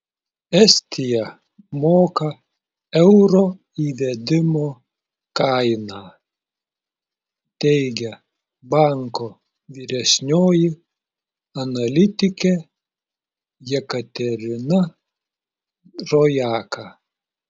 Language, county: Lithuanian, Klaipėda